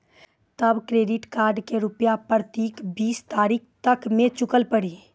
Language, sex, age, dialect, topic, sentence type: Maithili, female, 18-24, Angika, banking, question